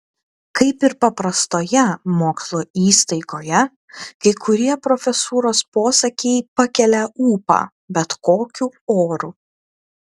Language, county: Lithuanian, Klaipėda